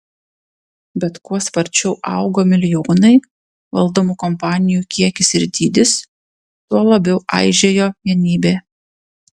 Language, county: Lithuanian, Panevėžys